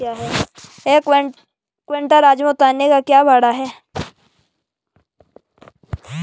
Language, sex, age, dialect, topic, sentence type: Hindi, female, 25-30, Garhwali, agriculture, question